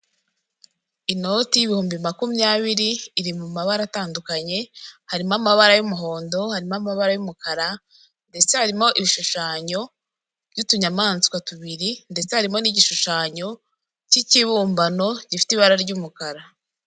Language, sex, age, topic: Kinyarwanda, female, 18-24, finance